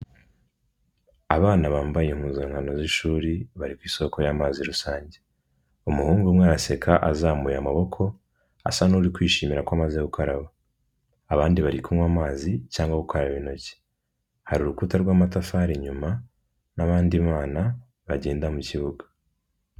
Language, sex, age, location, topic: Kinyarwanda, male, 18-24, Kigali, health